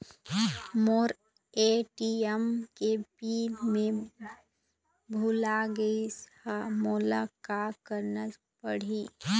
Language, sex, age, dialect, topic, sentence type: Chhattisgarhi, female, 25-30, Eastern, banking, question